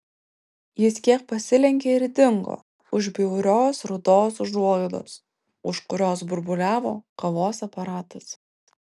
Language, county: Lithuanian, Vilnius